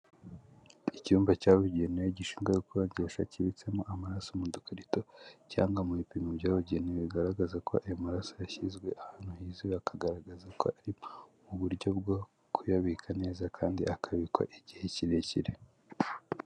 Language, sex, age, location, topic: Kinyarwanda, male, 18-24, Kigali, health